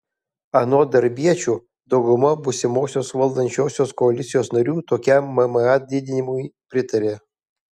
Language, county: Lithuanian, Kaunas